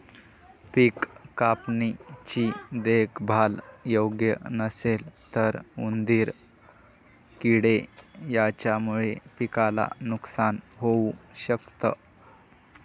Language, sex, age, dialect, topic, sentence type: Marathi, male, 18-24, Northern Konkan, agriculture, statement